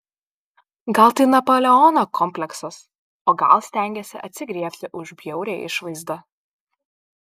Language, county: Lithuanian, Kaunas